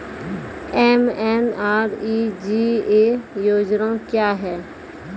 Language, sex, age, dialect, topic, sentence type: Maithili, female, 31-35, Angika, banking, question